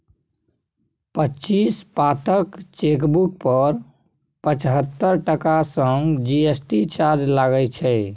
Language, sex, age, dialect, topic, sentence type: Maithili, male, 18-24, Bajjika, banking, statement